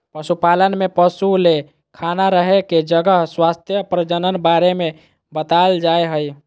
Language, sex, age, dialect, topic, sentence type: Magahi, female, 18-24, Southern, agriculture, statement